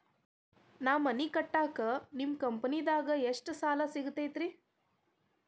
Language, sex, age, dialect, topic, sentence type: Kannada, female, 18-24, Dharwad Kannada, banking, question